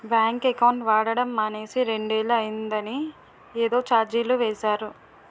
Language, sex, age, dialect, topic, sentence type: Telugu, female, 18-24, Utterandhra, banking, statement